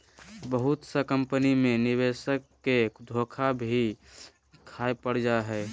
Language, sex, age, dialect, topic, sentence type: Magahi, male, 18-24, Southern, banking, statement